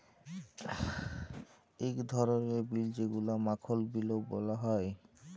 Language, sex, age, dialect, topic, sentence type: Bengali, male, 18-24, Jharkhandi, agriculture, statement